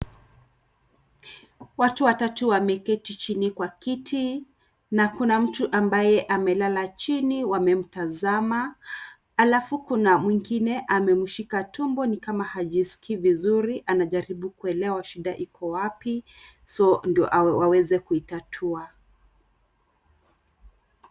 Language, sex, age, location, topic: Swahili, female, 25-35, Kisii, health